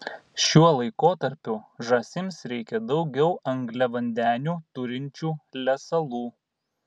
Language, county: Lithuanian, Vilnius